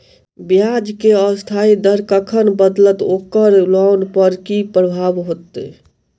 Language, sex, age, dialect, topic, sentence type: Maithili, male, 18-24, Southern/Standard, banking, question